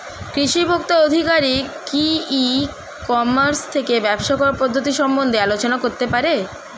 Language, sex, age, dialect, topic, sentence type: Bengali, male, 25-30, Standard Colloquial, agriculture, question